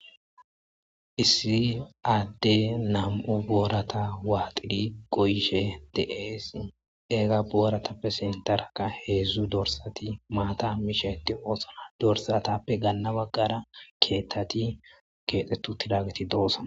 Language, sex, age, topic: Gamo, male, 25-35, agriculture